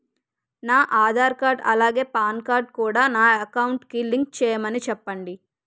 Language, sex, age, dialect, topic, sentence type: Telugu, female, 18-24, Utterandhra, banking, question